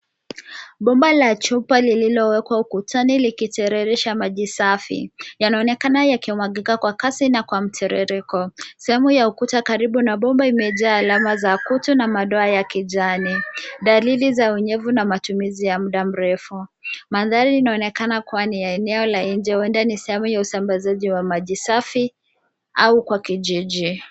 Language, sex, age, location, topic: Swahili, female, 18-24, Nairobi, government